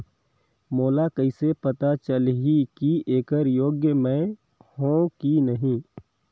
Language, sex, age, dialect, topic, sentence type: Chhattisgarhi, male, 18-24, Northern/Bhandar, banking, question